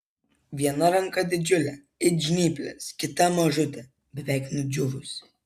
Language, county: Lithuanian, Vilnius